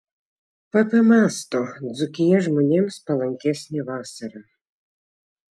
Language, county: Lithuanian, Šiauliai